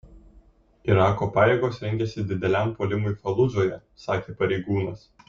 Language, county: Lithuanian, Kaunas